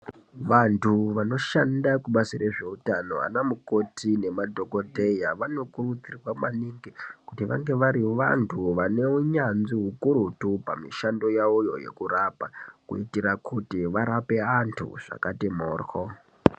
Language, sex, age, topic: Ndau, female, 25-35, health